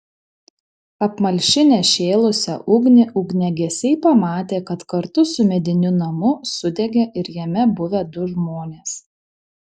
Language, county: Lithuanian, Šiauliai